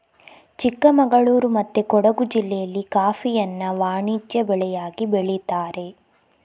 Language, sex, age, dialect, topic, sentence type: Kannada, female, 25-30, Coastal/Dakshin, agriculture, statement